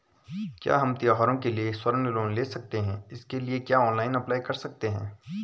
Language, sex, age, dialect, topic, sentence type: Hindi, male, 18-24, Garhwali, banking, question